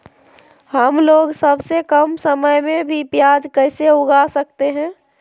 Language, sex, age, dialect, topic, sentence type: Magahi, female, 51-55, Southern, agriculture, question